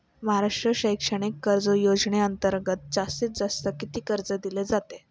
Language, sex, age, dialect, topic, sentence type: Marathi, female, 18-24, Standard Marathi, banking, question